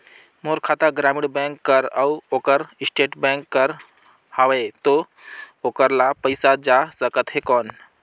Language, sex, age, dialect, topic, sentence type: Chhattisgarhi, male, 25-30, Northern/Bhandar, banking, question